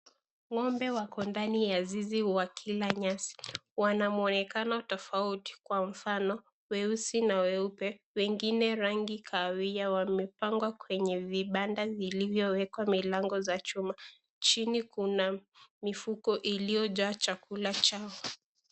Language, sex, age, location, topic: Swahili, female, 18-24, Kisii, agriculture